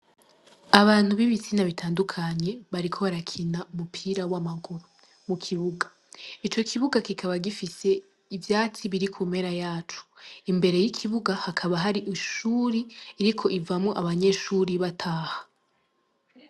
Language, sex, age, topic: Rundi, female, 18-24, education